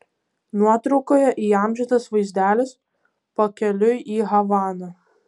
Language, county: Lithuanian, Kaunas